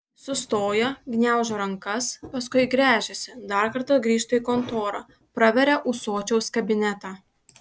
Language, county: Lithuanian, Klaipėda